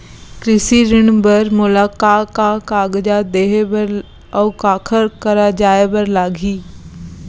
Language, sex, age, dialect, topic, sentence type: Chhattisgarhi, female, 25-30, Central, banking, question